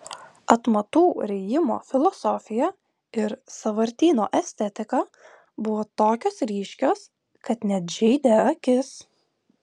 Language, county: Lithuanian, Vilnius